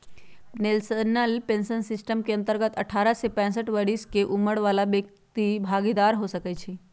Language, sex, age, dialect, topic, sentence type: Magahi, female, 46-50, Western, banking, statement